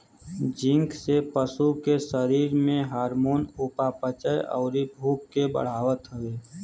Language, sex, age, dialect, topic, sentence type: Bhojpuri, male, 18-24, Western, agriculture, statement